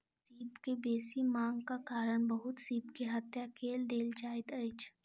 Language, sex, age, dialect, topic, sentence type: Maithili, female, 25-30, Southern/Standard, agriculture, statement